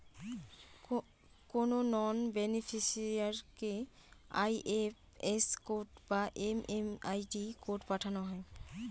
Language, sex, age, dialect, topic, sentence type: Bengali, female, 18-24, Northern/Varendri, banking, statement